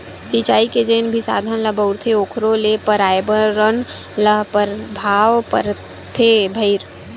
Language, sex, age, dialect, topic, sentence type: Chhattisgarhi, female, 18-24, Western/Budati/Khatahi, agriculture, statement